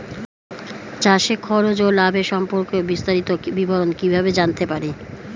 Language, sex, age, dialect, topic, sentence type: Bengali, female, 41-45, Standard Colloquial, agriculture, question